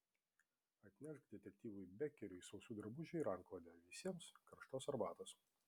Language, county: Lithuanian, Vilnius